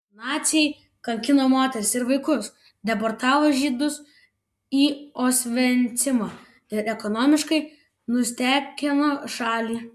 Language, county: Lithuanian, Vilnius